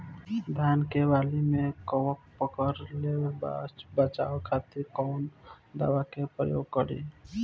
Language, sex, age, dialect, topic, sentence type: Bhojpuri, male, <18, Southern / Standard, agriculture, question